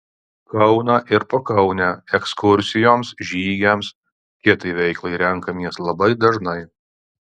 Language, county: Lithuanian, Alytus